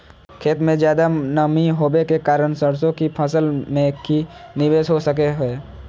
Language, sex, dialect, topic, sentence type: Magahi, female, Southern, agriculture, question